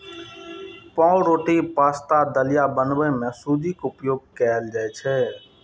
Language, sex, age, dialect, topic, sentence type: Maithili, male, 25-30, Eastern / Thethi, agriculture, statement